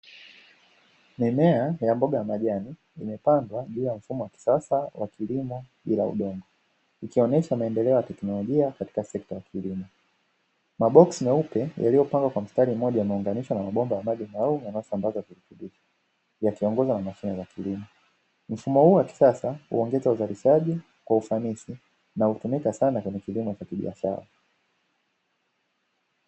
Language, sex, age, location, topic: Swahili, male, 25-35, Dar es Salaam, agriculture